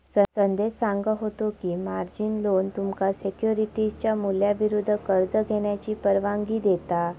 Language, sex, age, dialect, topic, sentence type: Marathi, female, 25-30, Southern Konkan, banking, statement